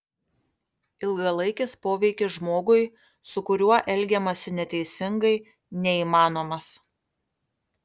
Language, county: Lithuanian, Kaunas